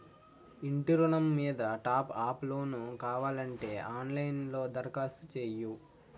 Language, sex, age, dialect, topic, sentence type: Telugu, male, 18-24, Utterandhra, banking, statement